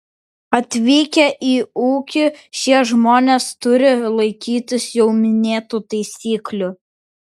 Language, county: Lithuanian, Vilnius